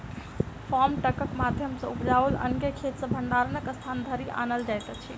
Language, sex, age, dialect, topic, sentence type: Maithili, female, 25-30, Southern/Standard, agriculture, statement